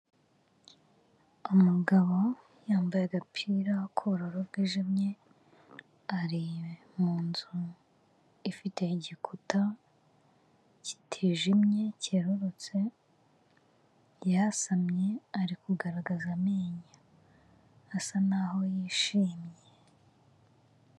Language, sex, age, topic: Kinyarwanda, female, 25-35, health